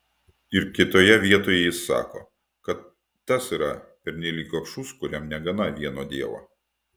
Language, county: Lithuanian, Utena